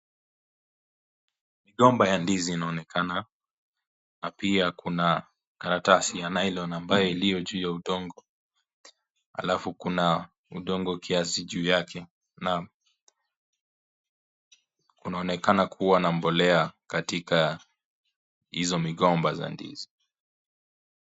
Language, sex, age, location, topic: Swahili, male, 25-35, Kisii, agriculture